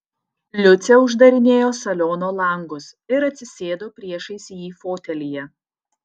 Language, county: Lithuanian, Utena